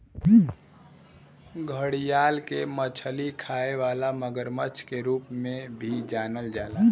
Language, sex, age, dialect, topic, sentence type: Bhojpuri, female, 18-24, Western, agriculture, statement